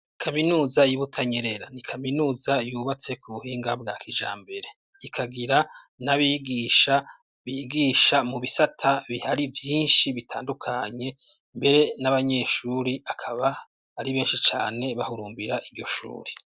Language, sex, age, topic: Rundi, male, 36-49, education